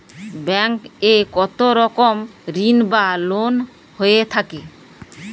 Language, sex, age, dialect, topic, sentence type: Bengali, female, 18-24, Rajbangshi, banking, question